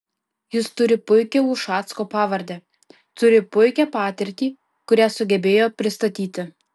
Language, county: Lithuanian, Alytus